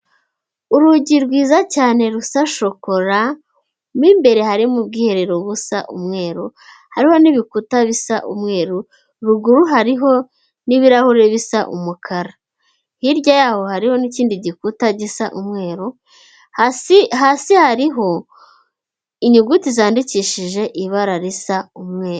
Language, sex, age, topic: Kinyarwanda, female, 18-24, finance